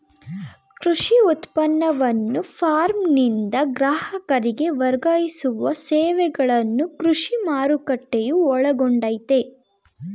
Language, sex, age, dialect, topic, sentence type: Kannada, female, 18-24, Mysore Kannada, agriculture, statement